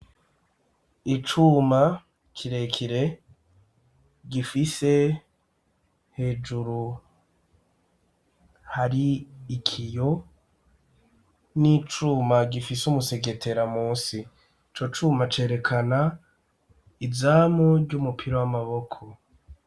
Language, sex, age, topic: Rundi, male, 36-49, education